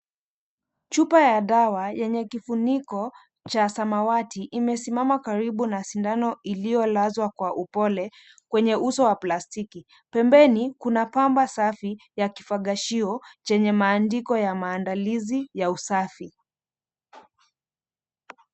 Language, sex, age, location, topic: Swahili, female, 25-35, Mombasa, health